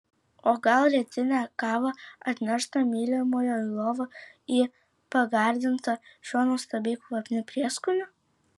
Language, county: Lithuanian, Vilnius